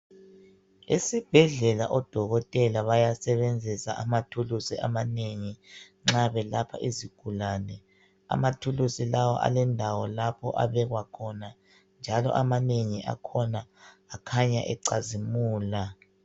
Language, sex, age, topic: North Ndebele, female, 25-35, health